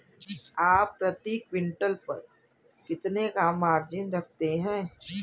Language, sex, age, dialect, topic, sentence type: Hindi, male, 41-45, Kanauji Braj Bhasha, banking, statement